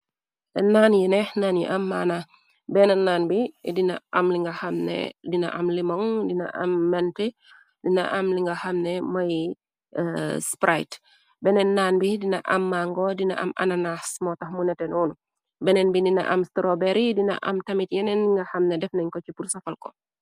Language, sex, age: Wolof, female, 36-49